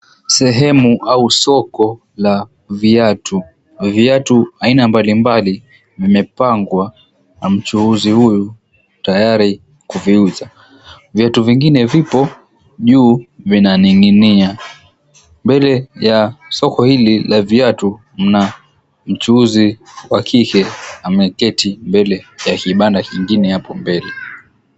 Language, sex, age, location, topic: Swahili, male, 18-24, Mombasa, finance